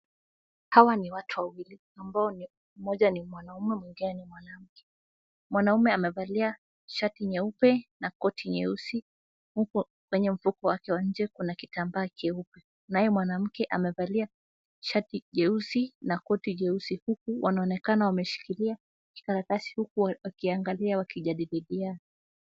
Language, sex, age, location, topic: Swahili, female, 18-24, Kisumu, finance